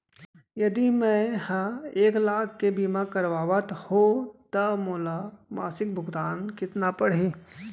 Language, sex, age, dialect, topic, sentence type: Chhattisgarhi, male, 25-30, Central, banking, question